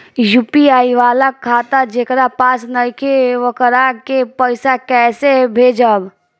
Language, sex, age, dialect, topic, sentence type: Bhojpuri, female, 18-24, Northern, banking, question